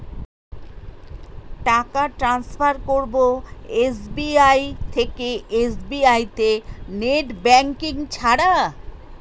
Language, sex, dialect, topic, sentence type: Bengali, female, Standard Colloquial, banking, question